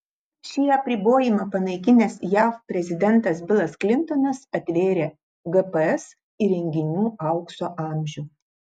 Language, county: Lithuanian, Klaipėda